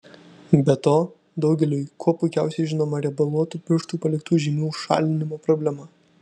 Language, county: Lithuanian, Vilnius